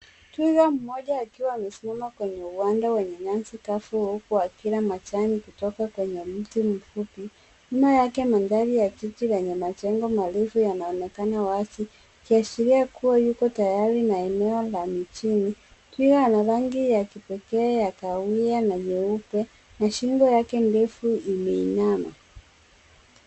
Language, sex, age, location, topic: Swahili, female, 36-49, Nairobi, government